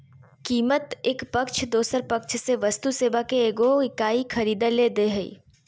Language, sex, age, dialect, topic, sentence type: Magahi, female, 31-35, Southern, banking, statement